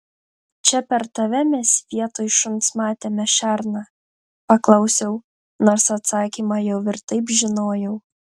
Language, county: Lithuanian, Panevėžys